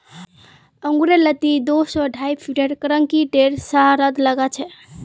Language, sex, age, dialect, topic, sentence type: Magahi, female, 18-24, Northeastern/Surjapuri, agriculture, statement